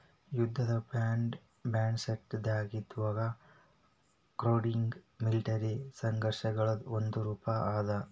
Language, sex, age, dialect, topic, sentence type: Kannada, male, 18-24, Dharwad Kannada, banking, statement